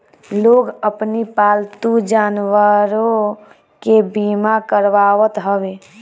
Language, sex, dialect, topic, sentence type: Bhojpuri, female, Northern, banking, statement